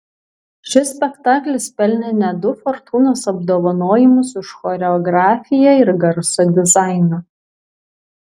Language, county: Lithuanian, Kaunas